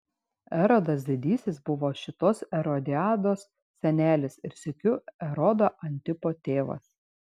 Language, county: Lithuanian, Šiauliai